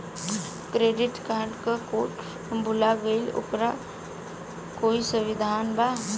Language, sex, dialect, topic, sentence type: Bhojpuri, female, Western, banking, question